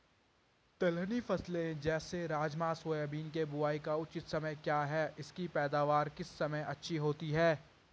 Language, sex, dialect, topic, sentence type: Hindi, male, Garhwali, agriculture, question